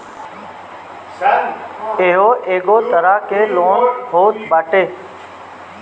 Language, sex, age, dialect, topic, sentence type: Bhojpuri, male, 60-100, Northern, banking, statement